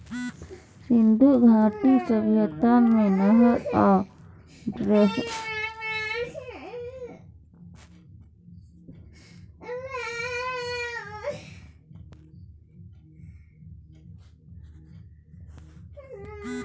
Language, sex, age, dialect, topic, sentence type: Maithili, male, 31-35, Bajjika, agriculture, statement